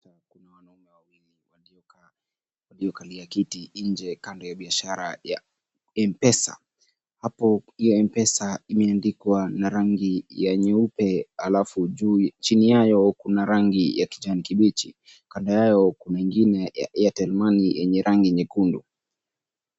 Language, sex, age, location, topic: Swahili, male, 50+, Kisumu, finance